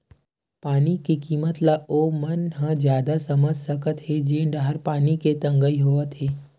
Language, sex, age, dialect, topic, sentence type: Chhattisgarhi, male, 18-24, Western/Budati/Khatahi, agriculture, statement